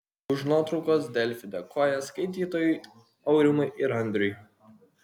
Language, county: Lithuanian, Kaunas